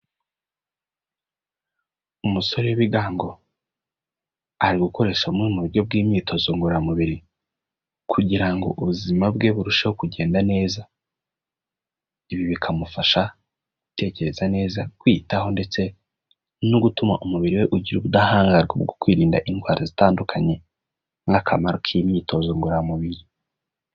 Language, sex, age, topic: Kinyarwanda, male, 18-24, health